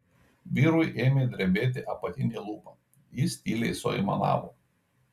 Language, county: Lithuanian, Kaunas